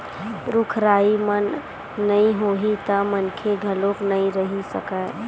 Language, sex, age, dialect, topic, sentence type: Chhattisgarhi, female, 25-30, Western/Budati/Khatahi, agriculture, statement